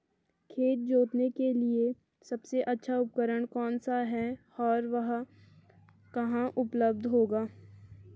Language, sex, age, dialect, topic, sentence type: Hindi, female, 25-30, Garhwali, agriculture, question